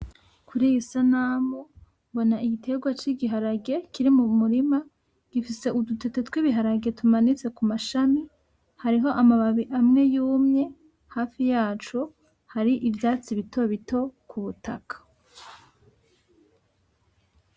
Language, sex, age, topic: Rundi, female, 18-24, agriculture